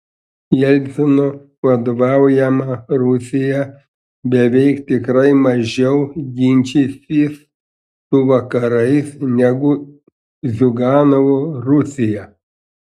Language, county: Lithuanian, Panevėžys